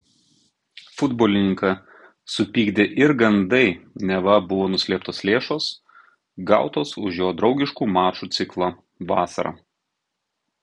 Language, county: Lithuanian, Tauragė